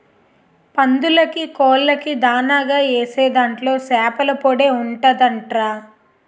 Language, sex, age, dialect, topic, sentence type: Telugu, female, 56-60, Utterandhra, agriculture, statement